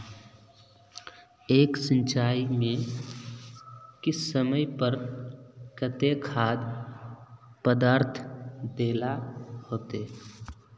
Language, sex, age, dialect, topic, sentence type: Magahi, male, 18-24, Northeastern/Surjapuri, agriculture, question